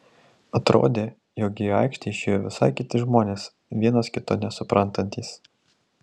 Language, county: Lithuanian, Tauragė